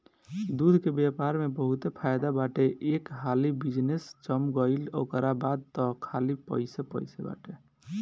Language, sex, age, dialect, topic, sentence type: Bhojpuri, male, 18-24, Northern, agriculture, statement